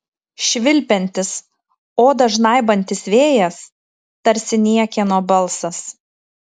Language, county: Lithuanian, Tauragė